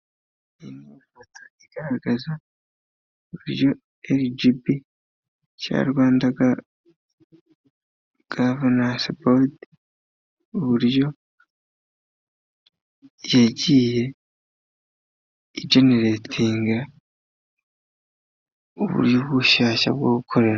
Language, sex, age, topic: Kinyarwanda, male, 25-35, government